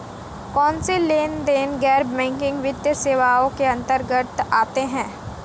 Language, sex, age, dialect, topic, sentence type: Hindi, female, 18-24, Marwari Dhudhari, banking, question